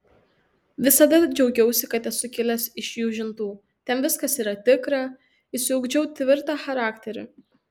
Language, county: Lithuanian, Tauragė